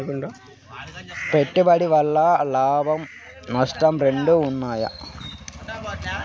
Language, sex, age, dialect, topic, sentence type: Telugu, male, 25-30, Central/Coastal, banking, question